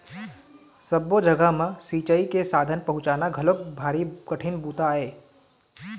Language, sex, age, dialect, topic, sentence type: Chhattisgarhi, male, 18-24, Eastern, agriculture, statement